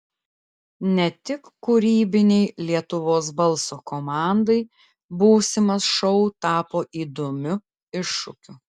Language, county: Lithuanian, Klaipėda